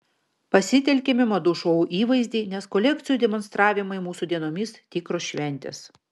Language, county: Lithuanian, Vilnius